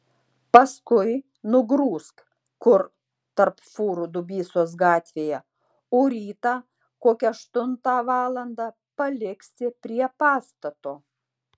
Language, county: Lithuanian, Tauragė